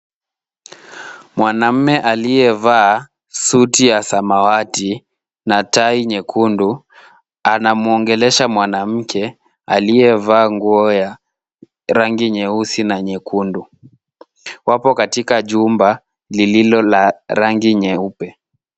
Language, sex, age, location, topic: Swahili, male, 18-24, Kisumu, government